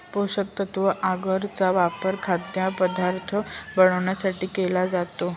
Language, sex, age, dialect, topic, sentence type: Marathi, female, 25-30, Northern Konkan, agriculture, statement